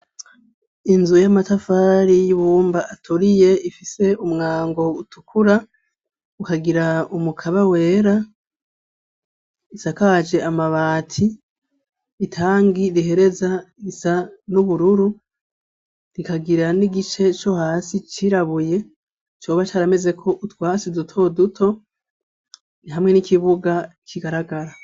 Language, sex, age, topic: Rundi, male, 25-35, education